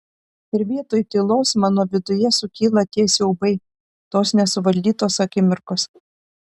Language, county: Lithuanian, Šiauliai